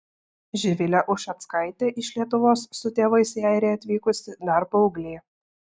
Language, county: Lithuanian, Šiauliai